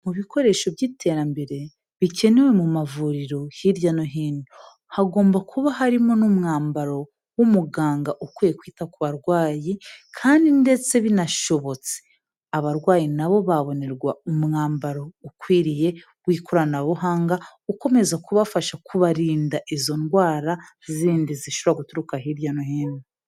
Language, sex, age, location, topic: Kinyarwanda, female, 18-24, Kigali, health